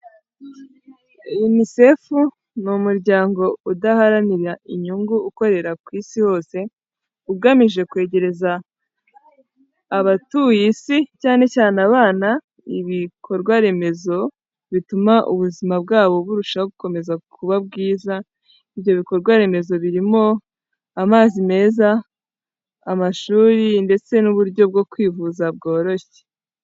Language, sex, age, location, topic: Kinyarwanda, female, 18-24, Kigali, health